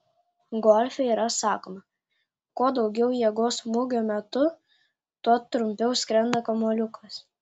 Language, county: Lithuanian, Klaipėda